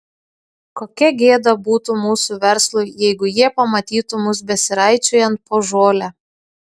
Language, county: Lithuanian, Klaipėda